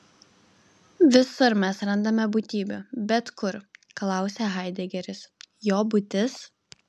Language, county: Lithuanian, Vilnius